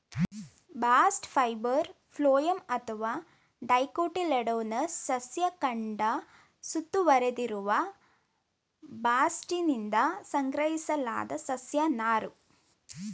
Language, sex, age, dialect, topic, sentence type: Kannada, female, 18-24, Mysore Kannada, agriculture, statement